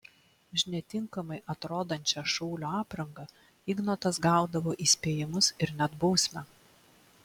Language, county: Lithuanian, Klaipėda